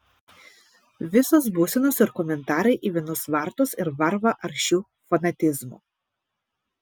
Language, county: Lithuanian, Vilnius